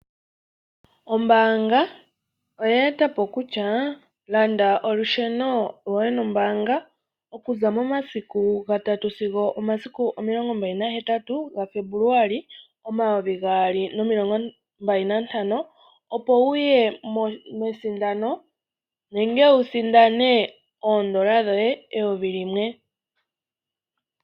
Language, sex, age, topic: Oshiwambo, female, 18-24, finance